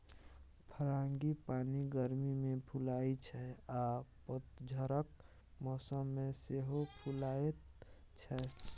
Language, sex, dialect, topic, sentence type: Maithili, male, Bajjika, agriculture, statement